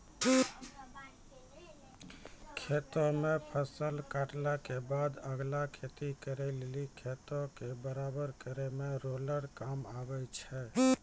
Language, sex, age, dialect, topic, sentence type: Maithili, male, 36-40, Angika, agriculture, statement